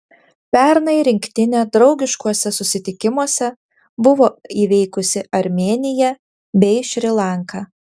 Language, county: Lithuanian, Vilnius